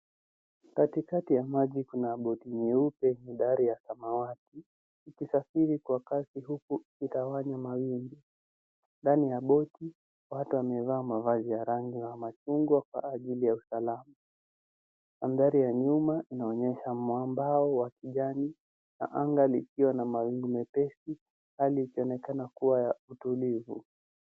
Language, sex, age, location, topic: Swahili, female, 36-49, Nairobi, health